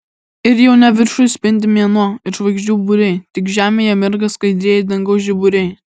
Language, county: Lithuanian, Alytus